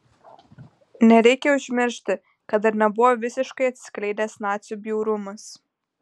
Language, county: Lithuanian, Panevėžys